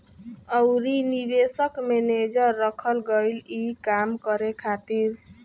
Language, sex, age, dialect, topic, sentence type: Bhojpuri, female, 25-30, Southern / Standard, banking, statement